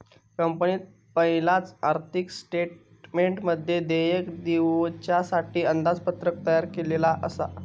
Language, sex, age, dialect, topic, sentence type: Marathi, male, 18-24, Southern Konkan, banking, statement